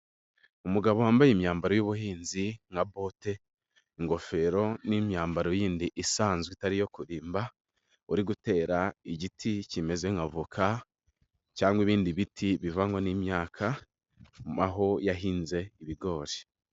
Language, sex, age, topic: Kinyarwanda, male, 18-24, agriculture